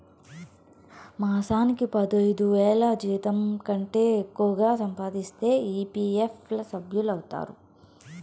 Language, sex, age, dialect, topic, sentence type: Telugu, female, 18-24, Southern, banking, statement